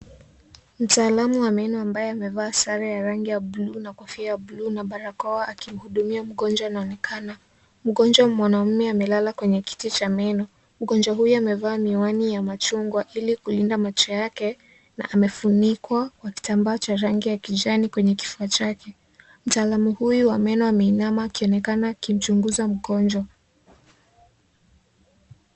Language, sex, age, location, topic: Swahili, female, 18-24, Kisii, health